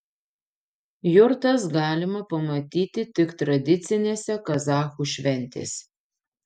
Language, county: Lithuanian, Panevėžys